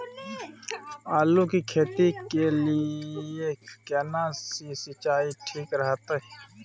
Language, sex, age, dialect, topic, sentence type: Maithili, male, 25-30, Bajjika, agriculture, question